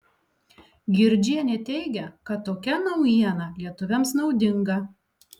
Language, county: Lithuanian, Alytus